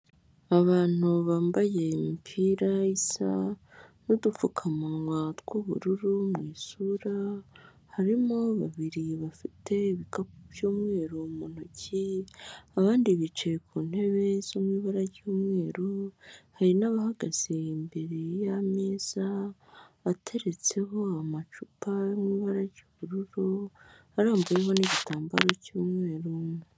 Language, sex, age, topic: Kinyarwanda, female, 18-24, health